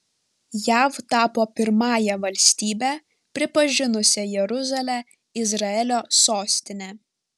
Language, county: Lithuanian, Panevėžys